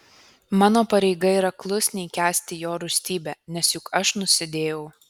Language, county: Lithuanian, Kaunas